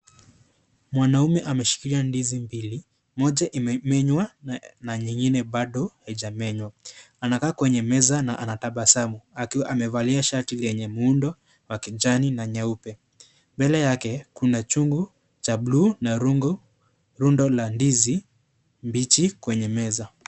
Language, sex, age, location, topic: Swahili, male, 25-35, Kisii, agriculture